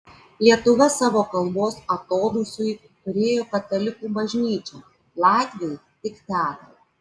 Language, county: Lithuanian, Klaipėda